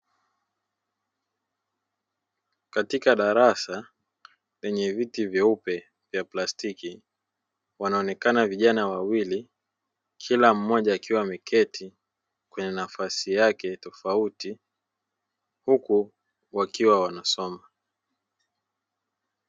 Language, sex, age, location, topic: Swahili, male, 18-24, Dar es Salaam, education